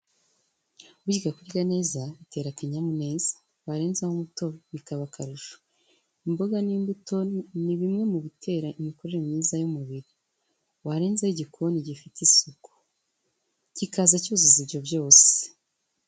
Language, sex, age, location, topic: Kinyarwanda, female, 25-35, Kigali, health